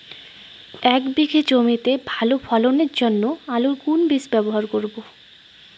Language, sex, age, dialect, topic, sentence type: Bengali, female, 18-24, Rajbangshi, agriculture, question